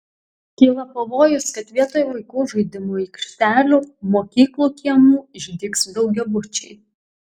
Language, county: Lithuanian, Kaunas